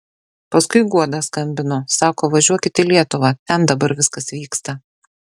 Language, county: Lithuanian, Šiauliai